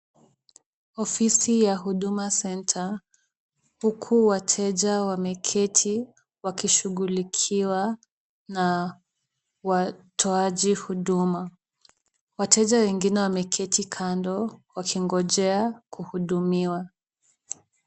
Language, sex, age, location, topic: Swahili, female, 18-24, Kisumu, government